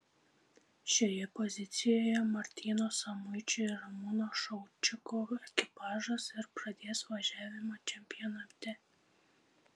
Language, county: Lithuanian, Šiauliai